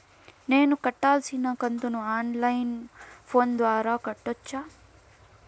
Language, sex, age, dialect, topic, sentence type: Telugu, female, 18-24, Southern, banking, question